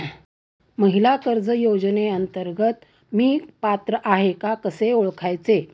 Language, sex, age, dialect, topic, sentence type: Marathi, female, 60-100, Standard Marathi, banking, question